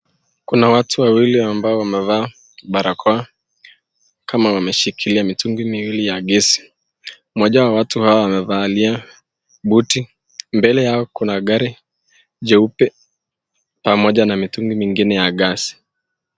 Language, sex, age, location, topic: Swahili, male, 18-24, Nakuru, health